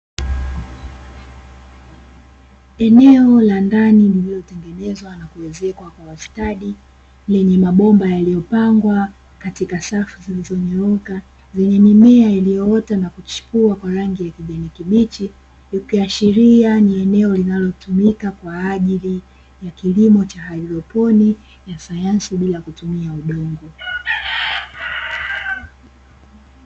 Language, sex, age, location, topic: Swahili, female, 18-24, Dar es Salaam, agriculture